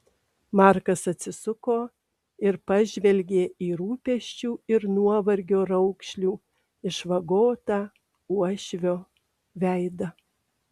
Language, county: Lithuanian, Alytus